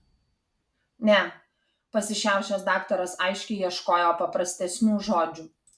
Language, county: Lithuanian, Kaunas